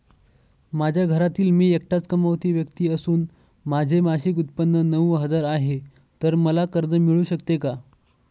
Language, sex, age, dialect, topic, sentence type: Marathi, male, 25-30, Northern Konkan, banking, question